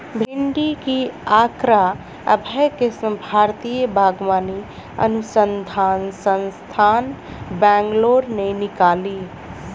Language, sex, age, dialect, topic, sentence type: Hindi, female, 25-30, Awadhi Bundeli, agriculture, statement